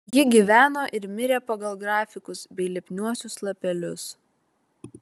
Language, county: Lithuanian, Vilnius